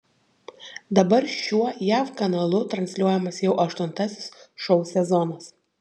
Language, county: Lithuanian, Šiauliai